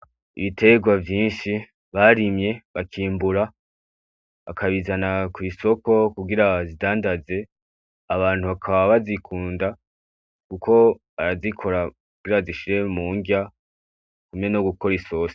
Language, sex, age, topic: Rundi, male, 18-24, agriculture